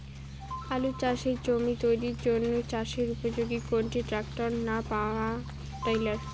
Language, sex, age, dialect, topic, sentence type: Bengali, female, 31-35, Rajbangshi, agriculture, question